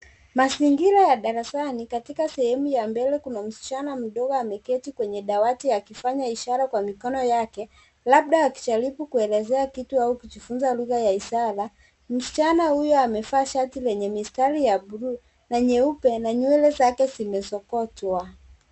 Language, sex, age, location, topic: Swahili, female, 25-35, Nairobi, education